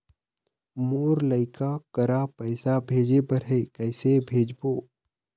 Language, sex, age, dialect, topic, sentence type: Chhattisgarhi, male, 31-35, Eastern, banking, question